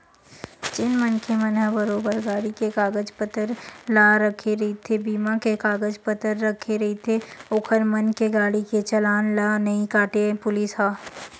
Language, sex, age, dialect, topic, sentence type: Chhattisgarhi, female, 18-24, Western/Budati/Khatahi, banking, statement